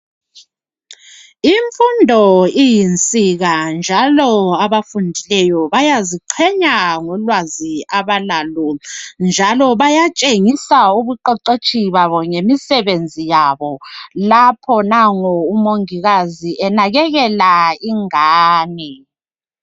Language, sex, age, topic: North Ndebele, female, 36-49, health